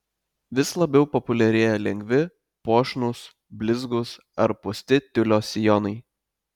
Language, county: Lithuanian, Telšiai